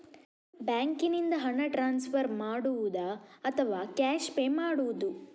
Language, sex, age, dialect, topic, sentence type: Kannada, male, 36-40, Coastal/Dakshin, banking, question